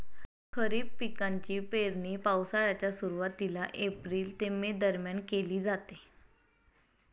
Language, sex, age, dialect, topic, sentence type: Marathi, female, 18-24, Standard Marathi, agriculture, statement